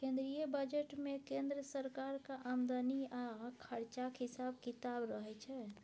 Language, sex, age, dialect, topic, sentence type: Maithili, female, 51-55, Bajjika, banking, statement